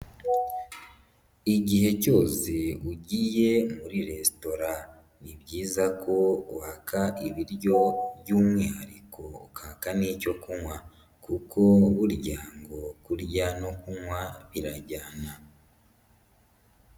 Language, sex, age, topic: Kinyarwanda, female, 18-24, finance